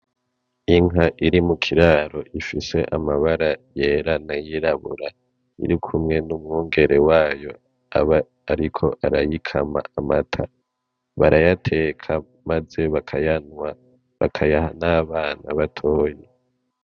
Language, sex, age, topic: Rundi, male, 25-35, agriculture